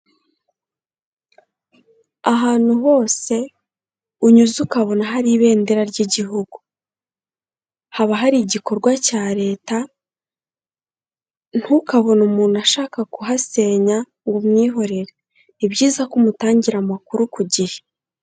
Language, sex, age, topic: Kinyarwanda, female, 18-24, health